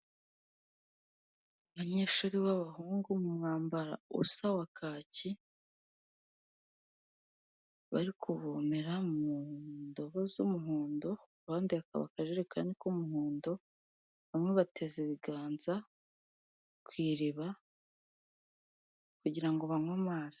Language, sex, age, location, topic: Kinyarwanda, female, 25-35, Kigali, health